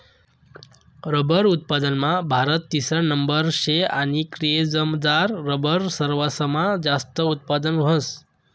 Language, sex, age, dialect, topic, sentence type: Marathi, male, 31-35, Northern Konkan, agriculture, statement